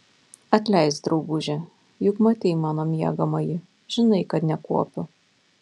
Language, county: Lithuanian, Panevėžys